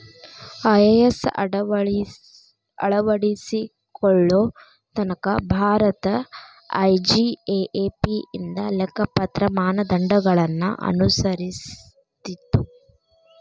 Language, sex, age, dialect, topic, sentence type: Kannada, female, 25-30, Dharwad Kannada, banking, statement